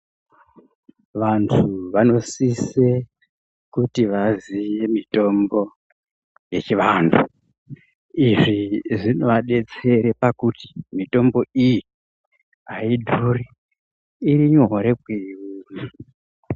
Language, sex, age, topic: Ndau, female, 36-49, health